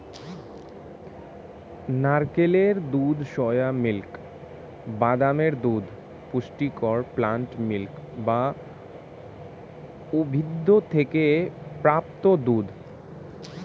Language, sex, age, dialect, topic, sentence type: Bengali, male, 18-24, Standard Colloquial, agriculture, statement